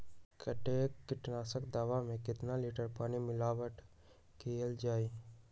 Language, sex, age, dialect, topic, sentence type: Magahi, male, 60-100, Western, agriculture, question